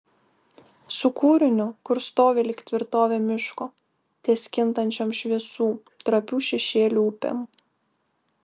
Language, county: Lithuanian, Kaunas